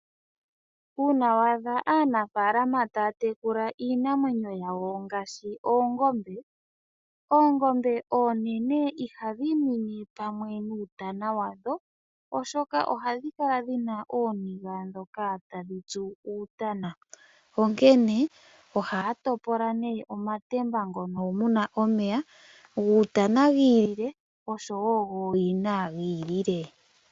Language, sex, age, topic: Oshiwambo, male, 25-35, agriculture